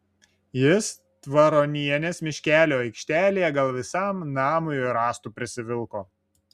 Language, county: Lithuanian, Šiauliai